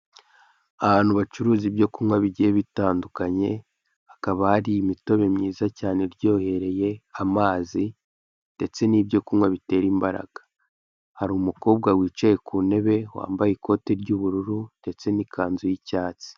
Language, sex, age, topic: Kinyarwanda, male, 18-24, finance